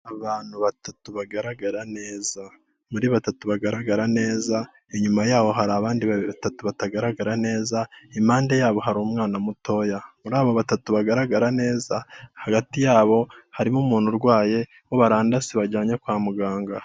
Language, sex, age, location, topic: Kinyarwanda, male, 25-35, Kigali, health